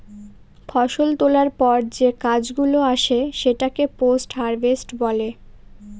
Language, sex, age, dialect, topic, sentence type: Bengali, female, 18-24, Northern/Varendri, agriculture, statement